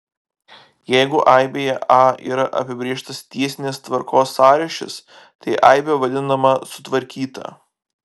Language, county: Lithuanian, Vilnius